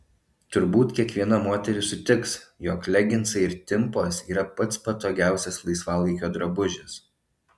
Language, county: Lithuanian, Alytus